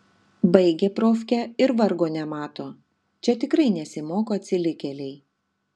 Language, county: Lithuanian, Telšiai